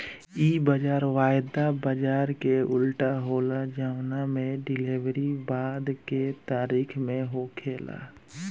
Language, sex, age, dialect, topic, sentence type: Bhojpuri, male, 18-24, Southern / Standard, banking, statement